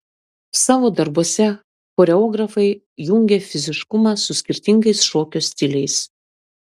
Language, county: Lithuanian, Klaipėda